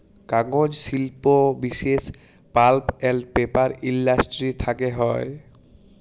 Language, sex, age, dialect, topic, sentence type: Bengali, male, 18-24, Jharkhandi, agriculture, statement